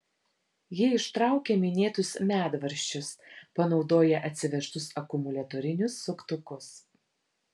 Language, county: Lithuanian, Vilnius